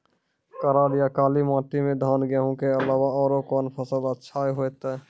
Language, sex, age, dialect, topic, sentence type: Maithili, male, 46-50, Angika, agriculture, question